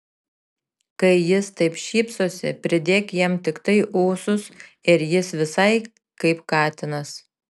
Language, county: Lithuanian, Šiauliai